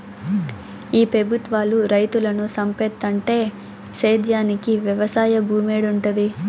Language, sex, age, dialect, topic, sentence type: Telugu, female, 18-24, Southern, agriculture, statement